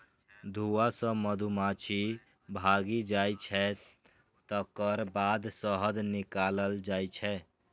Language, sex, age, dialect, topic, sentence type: Maithili, male, 18-24, Eastern / Thethi, agriculture, statement